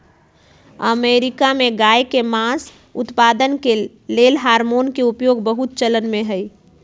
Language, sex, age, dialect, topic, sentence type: Magahi, female, 31-35, Western, agriculture, statement